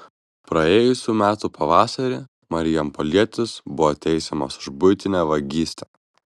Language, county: Lithuanian, Vilnius